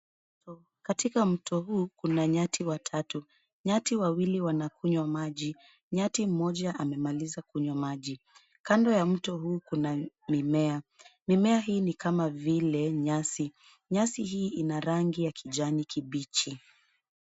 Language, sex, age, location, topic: Swahili, female, 25-35, Nairobi, government